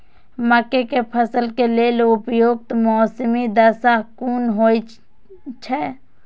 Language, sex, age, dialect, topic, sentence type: Maithili, female, 18-24, Eastern / Thethi, agriculture, question